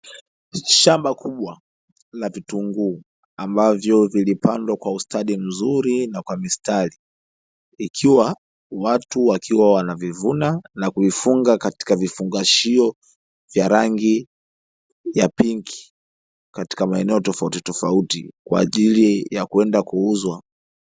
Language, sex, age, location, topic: Swahili, male, 18-24, Dar es Salaam, agriculture